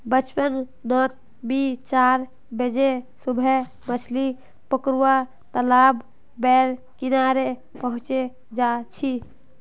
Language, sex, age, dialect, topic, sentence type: Magahi, female, 18-24, Northeastern/Surjapuri, agriculture, statement